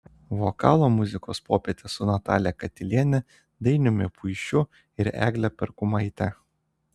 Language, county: Lithuanian, Telšiai